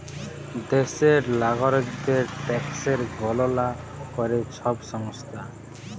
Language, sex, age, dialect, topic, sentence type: Bengali, male, 25-30, Jharkhandi, banking, statement